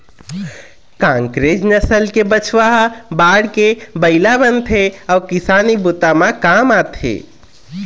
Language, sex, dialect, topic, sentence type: Chhattisgarhi, male, Eastern, agriculture, statement